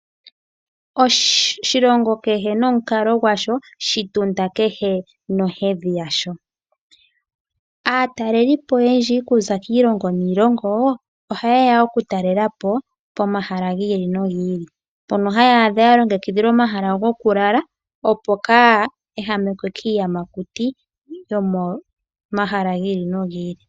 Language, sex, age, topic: Oshiwambo, female, 18-24, agriculture